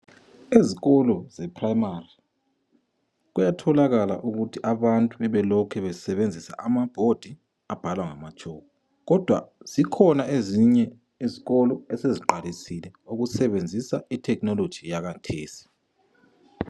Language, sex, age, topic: North Ndebele, male, 25-35, education